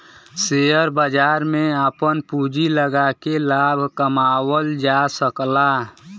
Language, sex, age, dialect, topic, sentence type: Bhojpuri, male, 18-24, Western, banking, statement